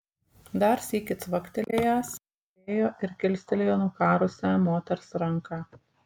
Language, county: Lithuanian, Šiauliai